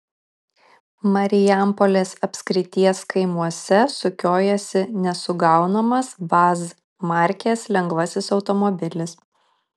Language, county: Lithuanian, Kaunas